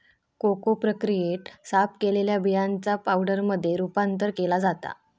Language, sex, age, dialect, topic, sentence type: Marathi, female, 18-24, Southern Konkan, agriculture, statement